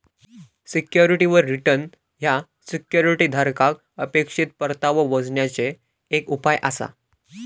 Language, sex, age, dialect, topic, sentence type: Marathi, male, 18-24, Southern Konkan, banking, statement